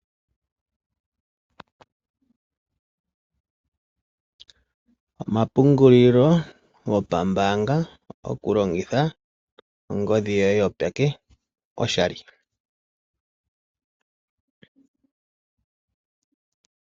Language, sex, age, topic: Oshiwambo, male, 36-49, finance